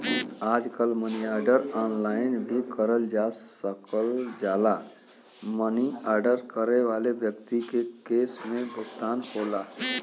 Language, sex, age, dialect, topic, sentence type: Bhojpuri, male, <18, Western, banking, statement